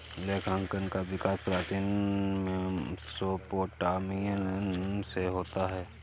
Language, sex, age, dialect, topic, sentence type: Hindi, male, 56-60, Awadhi Bundeli, banking, statement